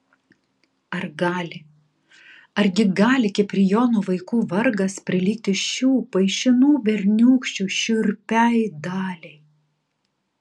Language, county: Lithuanian, Tauragė